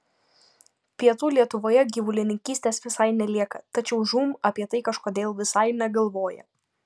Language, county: Lithuanian, Panevėžys